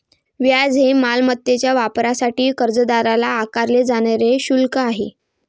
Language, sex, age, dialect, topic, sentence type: Marathi, female, 18-24, Varhadi, banking, statement